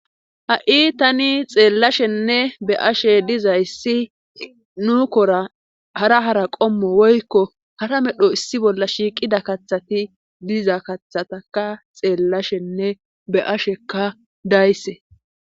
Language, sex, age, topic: Gamo, female, 25-35, government